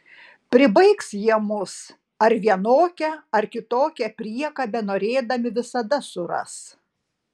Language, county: Lithuanian, Panevėžys